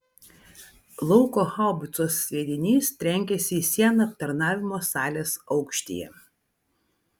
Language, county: Lithuanian, Vilnius